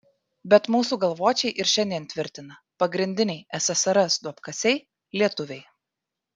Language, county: Lithuanian, Vilnius